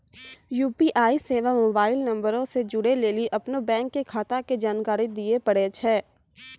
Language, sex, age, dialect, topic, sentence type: Maithili, female, 18-24, Angika, banking, statement